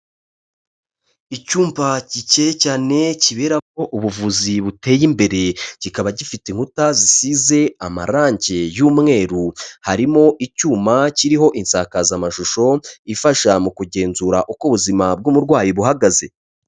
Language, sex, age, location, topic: Kinyarwanda, male, 25-35, Kigali, health